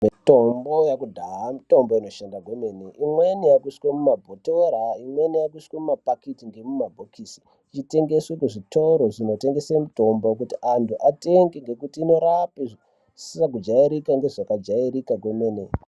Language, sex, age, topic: Ndau, male, 18-24, health